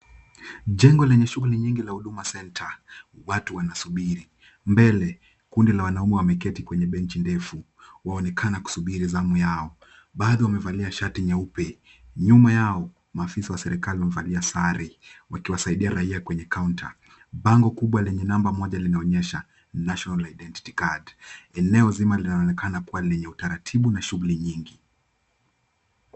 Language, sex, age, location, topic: Swahili, male, 18-24, Kisumu, government